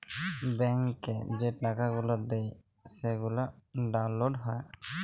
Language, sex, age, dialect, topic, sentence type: Bengali, male, 18-24, Jharkhandi, banking, statement